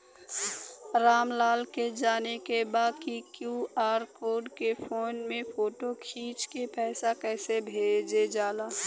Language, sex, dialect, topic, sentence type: Bhojpuri, female, Western, banking, question